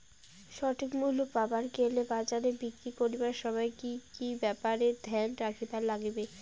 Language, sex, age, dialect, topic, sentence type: Bengali, female, 18-24, Rajbangshi, agriculture, question